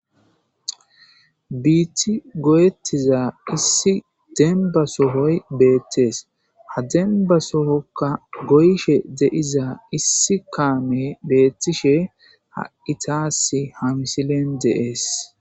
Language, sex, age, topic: Gamo, male, 25-35, agriculture